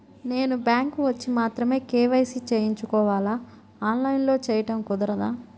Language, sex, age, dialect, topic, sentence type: Telugu, female, 31-35, Central/Coastal, banking, question